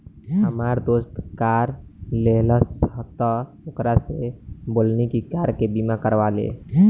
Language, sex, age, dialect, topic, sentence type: Bhojpuri, male, <18, Southern / Standard, banking, statement